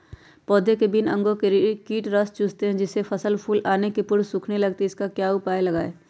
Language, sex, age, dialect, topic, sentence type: Magahi, female, 31-35, Western, agriculture, question